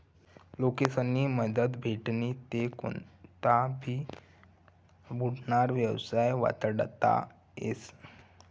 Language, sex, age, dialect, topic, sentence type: Marathi, male, 18-24, Northern Konkan, banking, statement